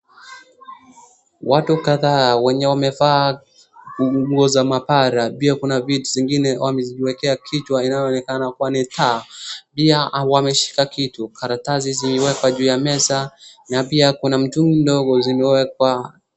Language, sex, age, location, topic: Swahili, male, 25-35, Wajir, health